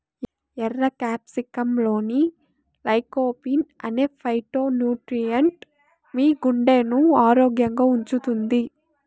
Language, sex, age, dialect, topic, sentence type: Telugu, female, 25-30, Southern, agriculture, statement